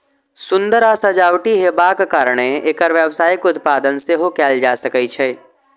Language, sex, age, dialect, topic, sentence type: Maithili, male, 25-30, Eastern / Thethi, agriculture, statement